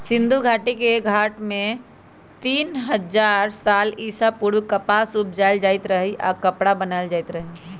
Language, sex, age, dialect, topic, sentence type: Magahi, female, 31-35, Western, agriculture, statement